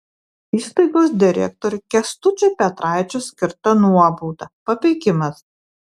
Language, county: Lithuanian, Vilnius